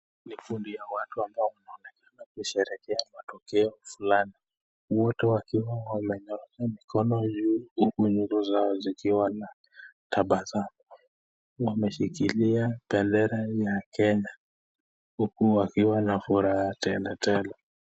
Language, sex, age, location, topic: Swahili, male, 25-35, Nakuru, government